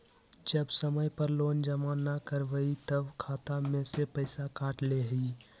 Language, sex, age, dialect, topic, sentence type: Magahi, male, 18-24, Western, banking, question